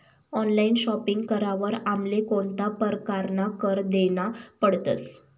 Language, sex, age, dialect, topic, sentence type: Marathi, female, 18-24, Northern Konkan, banking, statement